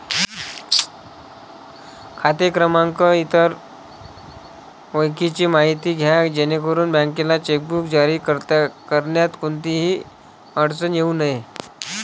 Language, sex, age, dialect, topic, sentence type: Marathi, male, 25-30, Varhadi, banking, statement